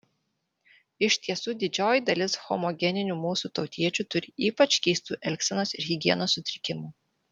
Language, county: Lithuanian, Vilnius